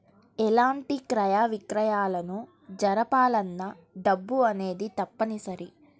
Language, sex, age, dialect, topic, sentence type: Telugu, male, 31-35, Central/Coastal, banking, statement